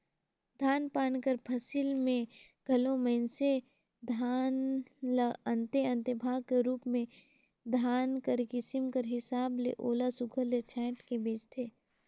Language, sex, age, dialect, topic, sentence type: Chhattisgarhi, female, 18-24, Northern/Bhandar, agriculture, statement